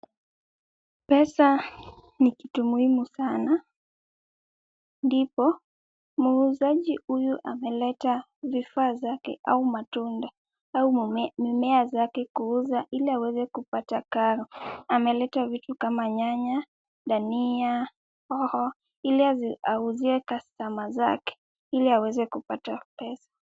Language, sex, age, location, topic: Swahili, female, 18-24, Kisumu, finance